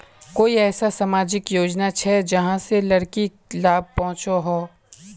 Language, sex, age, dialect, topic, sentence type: Magahi, male, 18-24, Northeastern/Surjapuri, banking, statement